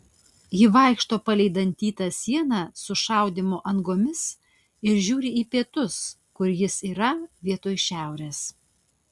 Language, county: Lithuanian, Utena